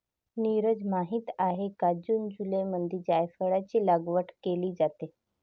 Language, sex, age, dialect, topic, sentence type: Marathi, female, 18-24, Varhadi, agriculture, statement